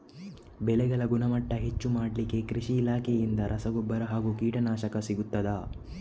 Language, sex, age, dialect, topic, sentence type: Kannada, male, 18-24, Coastal/Dakshin, agriculture, question